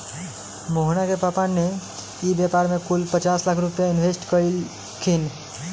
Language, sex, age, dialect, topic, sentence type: Magahi, male, 18-24, Western, banking, statement